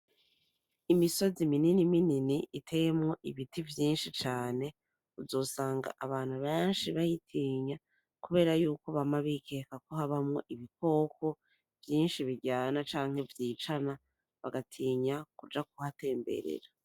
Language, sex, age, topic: Rundi, female, 25-35, agriculture